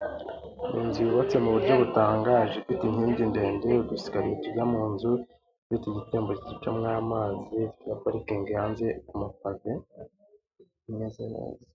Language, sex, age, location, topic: Kinyarwanda, female, 18-24, Kigali, finance